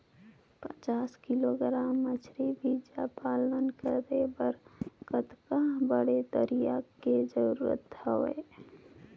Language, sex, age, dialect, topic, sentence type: Chhattisgarhi, female, 18-24, Northern/Bhandar, agriculture, question